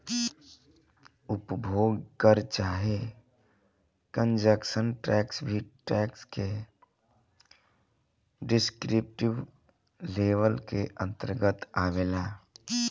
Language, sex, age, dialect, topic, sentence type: Bhojpuri, male, 25-30, Southern / Standard, banking, statement